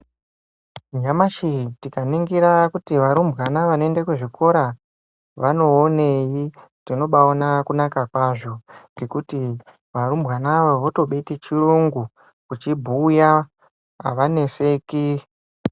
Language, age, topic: Ndau, 18-24, education